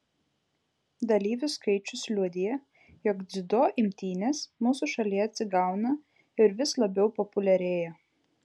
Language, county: Lithuanian, Vilnius